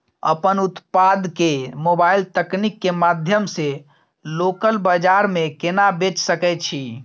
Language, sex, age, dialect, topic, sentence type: Maithili, female, 18-24, Bajjika, agriculture, question